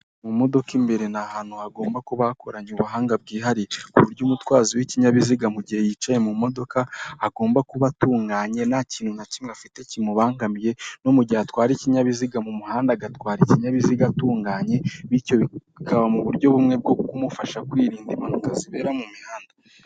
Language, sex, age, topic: Kinyarwanda, male, 18-24, finance